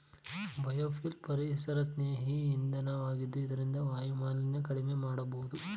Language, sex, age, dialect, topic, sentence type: Kannada, male, 25-30, Mysore Kannada, agriculture, statement